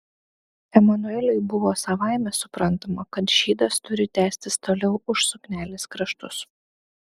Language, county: Lithuanian, Panevėžys